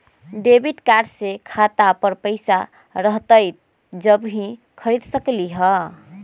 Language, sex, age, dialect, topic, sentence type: Magahi, female, 25-30, Western, banking, question